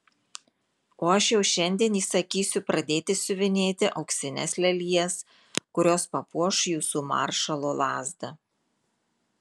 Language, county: Lithuanian, Marijampolė